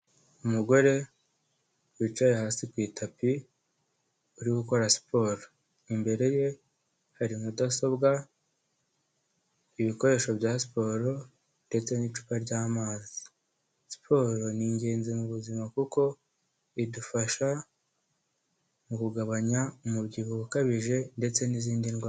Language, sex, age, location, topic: Kinyarwanda, male, 18-24, Kigali, health